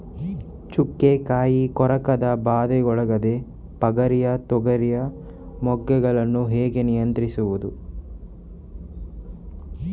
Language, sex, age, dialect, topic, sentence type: Kannada, male, 18-24, Coastal/Dakshin, agriculture, question